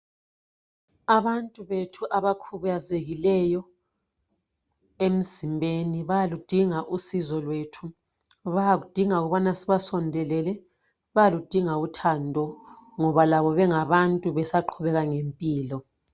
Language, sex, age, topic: North Ndebele, female, 36-49, education